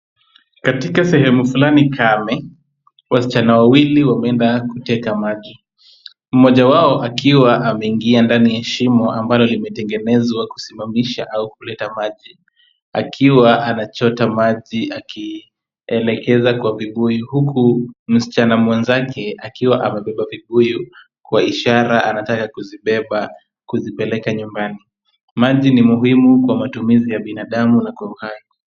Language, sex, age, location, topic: Swahili, male, 25-35, Kisumu, health